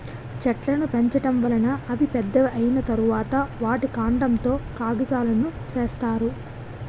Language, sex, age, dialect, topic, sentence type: Telugu, female, 18-24, Utterandhra, agriculture, statement